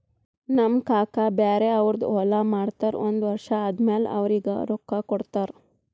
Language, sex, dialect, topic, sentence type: Kannada, female, Northeastern, banking, statement